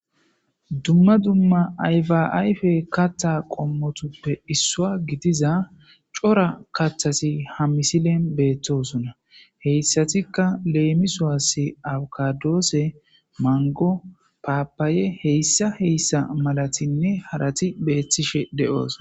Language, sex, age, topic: Gamo, male, 25-35, agriculture